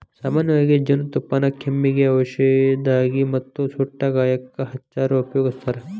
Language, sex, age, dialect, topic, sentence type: Kannada, male, 18-24, Dharwad Kannada, agriculture, statement